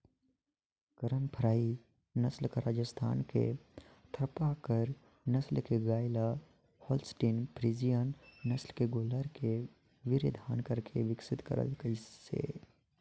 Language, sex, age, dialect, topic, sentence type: Chhattisgarhi, male, 56-60, Northern/Bhandar, agriculture, statement